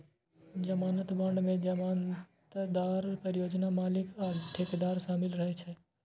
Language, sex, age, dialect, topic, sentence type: Maithili, male, 18-24, Eastern / Thethi, banking, statement